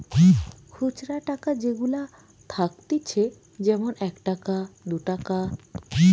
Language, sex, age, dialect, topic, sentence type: Bengali, female, 25-30, Western, banking, statement